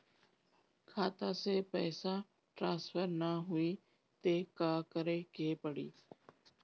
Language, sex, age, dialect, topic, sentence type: Bhojpuri, female, 36-40, Northern, banking, question